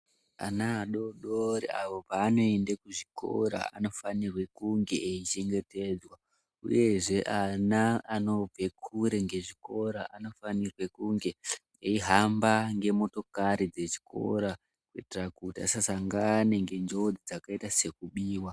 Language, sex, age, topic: Ndau, male, 18-24, health